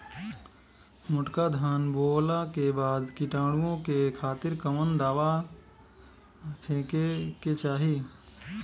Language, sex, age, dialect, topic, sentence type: Bhojpuri, male, 25-30, Western, agriculture, question